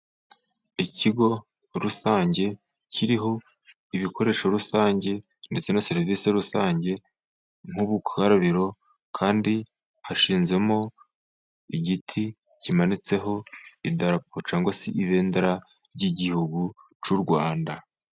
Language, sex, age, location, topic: Kinyarwanda, male, 50+, Musanze, government